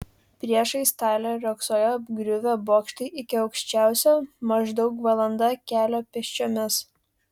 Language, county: Lithuanian, Šiauliai